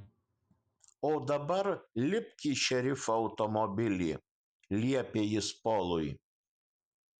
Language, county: Lithuanian, Kaunas